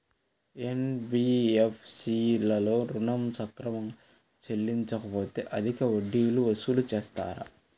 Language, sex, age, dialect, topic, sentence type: Telugu, male, 18-24, Central/Coastal, banking, question